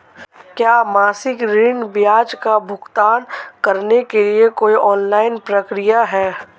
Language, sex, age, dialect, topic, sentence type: Hindi, male, 18-24, Marwari Dhudhari, banking, question